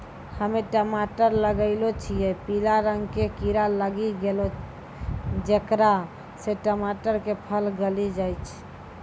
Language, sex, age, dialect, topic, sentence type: Maithili, female, 25-30, Angika, agriculture, question